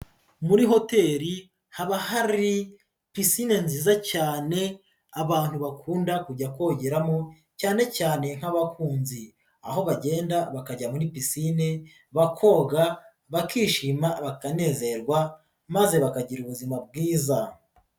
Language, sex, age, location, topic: Kinyarwanda, female, 36-49, Nyagatare, finance